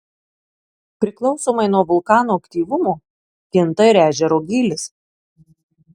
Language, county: Lithuanian, Marijampolė